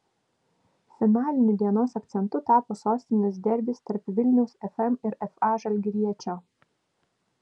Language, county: Lithuanian, Vilnius